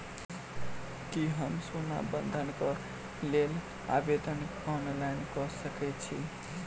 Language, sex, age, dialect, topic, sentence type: Maithili, male, 18-24, Southern/Standard, banking, question